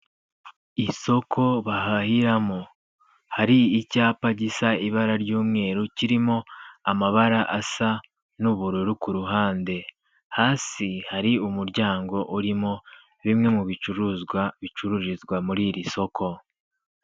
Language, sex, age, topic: Kinyarwanda, male, 25-35, government